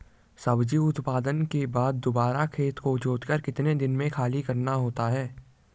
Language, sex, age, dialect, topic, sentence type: Hindi, male, 18-24, Garhwali, agriculture, question